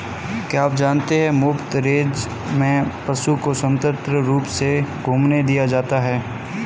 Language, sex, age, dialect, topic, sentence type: Hindi, male, 25-30, Marwari Dhudhari, agriculture, statement